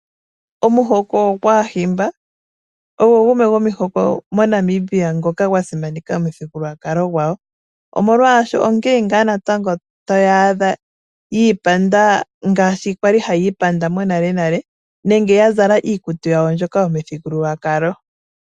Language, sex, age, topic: Oshiwambo, female, 18-24, agriculture